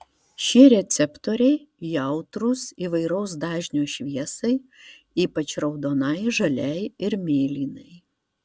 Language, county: Lithuanian, Vilnius